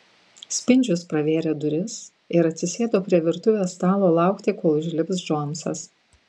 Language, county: Lithuanian, Vilnius